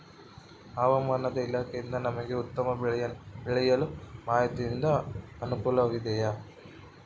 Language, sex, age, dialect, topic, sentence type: Kannada, male, 25-30, Central, agriculture, question